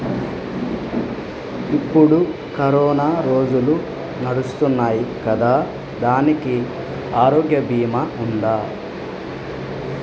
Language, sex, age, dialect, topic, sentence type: Telugu, male, 31-35, Telangana, banking, question